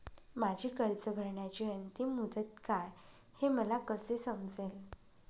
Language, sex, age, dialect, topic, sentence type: Marathi, female, 25-30, Northern Konkan, banking, question